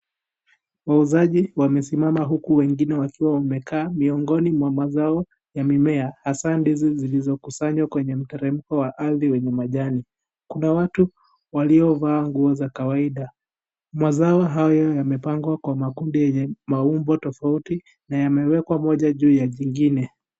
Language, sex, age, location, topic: Swahili, male, 18-24, Kisii, agriculture